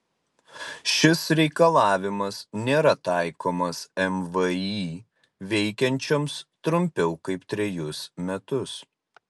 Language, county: Lithuanian, Utena